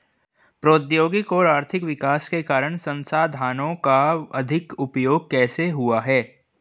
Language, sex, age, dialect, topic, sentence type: Hindi, male, 18-24, Hindustani Malvi Khadi Boli, agriculture, question